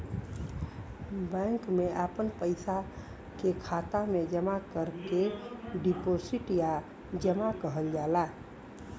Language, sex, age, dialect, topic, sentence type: Bhojpuri, female, 41-45, Western, banking, statement